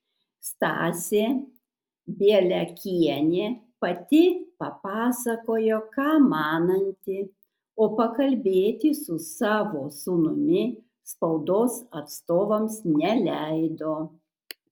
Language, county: Lithuanian, Kaunas